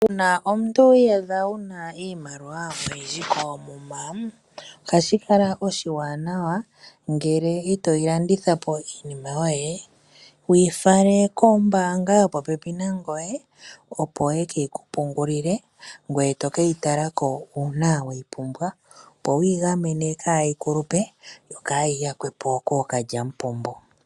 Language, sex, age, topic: Oshiwambo, female, 25-35, finance